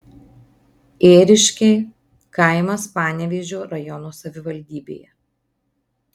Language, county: Lithuanian, Marijampolė